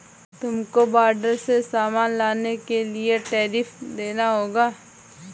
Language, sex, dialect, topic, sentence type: Hindi, female, Kanauji Braj Bhasha, banking, statement